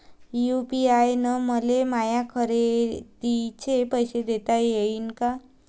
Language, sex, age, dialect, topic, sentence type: Marathi, female, 25-30, Varhadi, banking, question